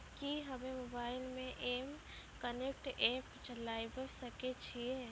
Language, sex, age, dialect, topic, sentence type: Maithili, female, 25-30, Angika, banking, question